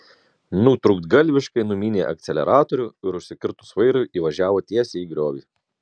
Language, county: Lithuanian, Kaunas